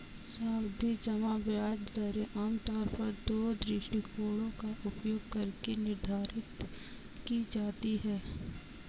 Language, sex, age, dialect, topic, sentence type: Hindi, female, 18-24, Kanauji Braj Bhasha, banking, statement